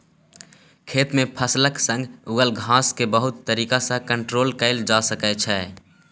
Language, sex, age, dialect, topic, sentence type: Maithili, male, 18-24, Bajjika, agriculture, statement